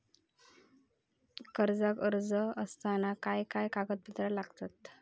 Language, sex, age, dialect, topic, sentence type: Marathi, female, 31-35, Southern Konkan, banking, question